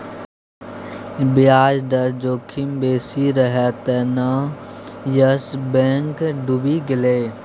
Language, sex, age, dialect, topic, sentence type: Maithili, male, 18-24, Bajjika, banking, statement